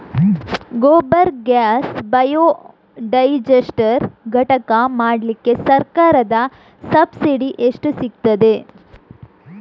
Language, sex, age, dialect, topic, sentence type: Kannada, female, 46-50, Coastal/Dakshin, agriculture, question